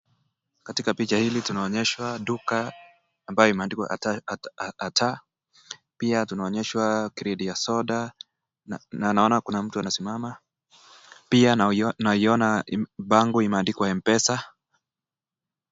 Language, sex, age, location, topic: Swahili, male, 25-35, Nakuru, finance